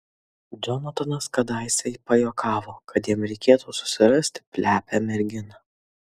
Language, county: Lithuanian, Kaunas